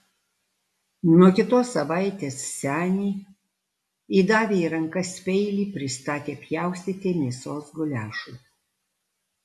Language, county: Lithuanian, Alytus